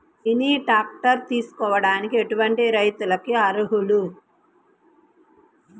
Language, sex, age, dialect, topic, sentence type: Telugu, female, 31-35, Central/Coastal, agriculture, question